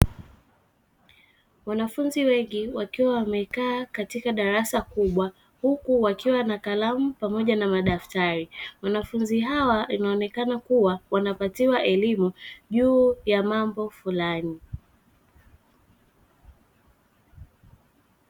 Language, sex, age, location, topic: Swahili, female, 18-24, Dar es Salaam, education